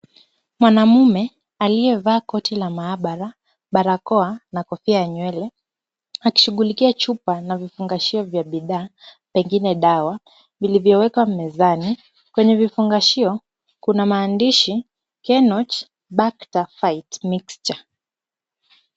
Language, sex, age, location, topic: Swahili, female, 25-35, Kisumu, health